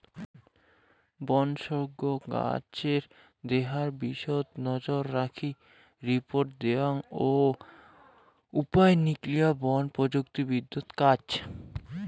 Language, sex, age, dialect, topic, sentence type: Bengali, male, 18-24, Rajbangshi, agriculture, statement